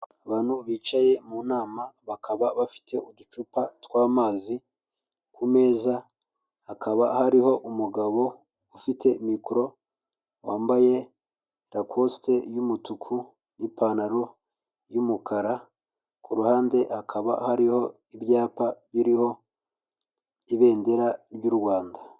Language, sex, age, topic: Kinyarwanda, male, 25-35, government